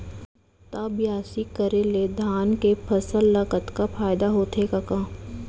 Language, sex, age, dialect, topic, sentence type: Chhattisgarhi, female, 25-30, Central, agriculture, statement